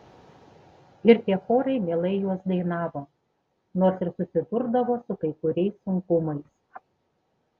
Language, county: Lithuanian, Panevėžys